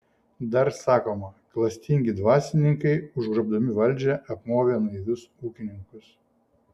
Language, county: Lithuanian, Šiauliai